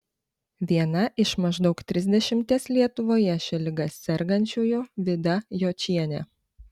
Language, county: Lithuanian, Panevėžys